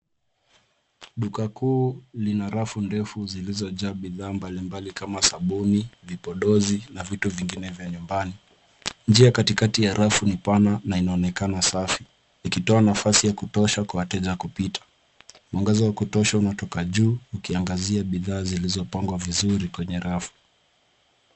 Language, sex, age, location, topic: Swahili, male, 18-24, Nairobi, finance